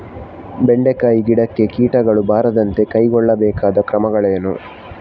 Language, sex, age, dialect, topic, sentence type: Kannada, male, 60-100, Coastal/Dakshin, agriculture, question